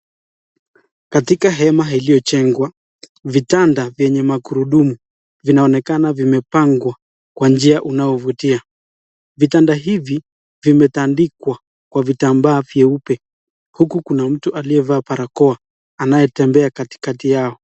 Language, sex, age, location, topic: Swahili, male, 25-35, Nakuru, health